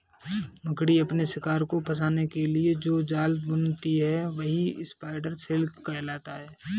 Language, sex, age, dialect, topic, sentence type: Hindi, male, 18-24, Kanauji Braj Bhasha, agriculture, statement